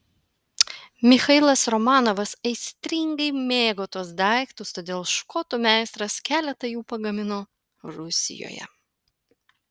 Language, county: Lithuanian, Panevėžys